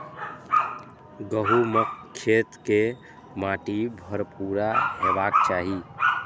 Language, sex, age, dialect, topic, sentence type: Maithili, male, 25-30, Eastern / Thethi, agriculture, statement